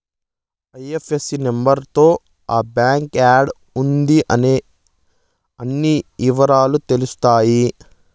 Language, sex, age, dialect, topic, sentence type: Telugu, male, 25-30, Southern, banking, statement